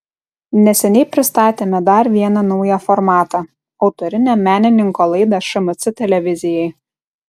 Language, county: Lithuanian, Kaunas